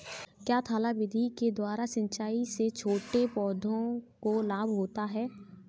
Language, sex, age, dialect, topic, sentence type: Hindi, female, 18-24, Kanauji Braj Bhasha, agriculture, question